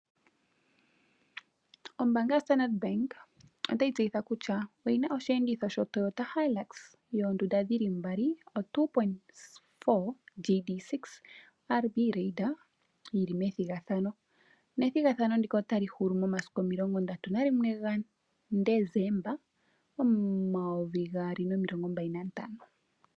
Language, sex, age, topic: Oshiwambo, female, 18-24, finance